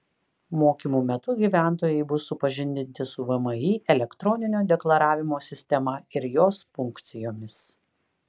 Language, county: Lithuanian, Kaunas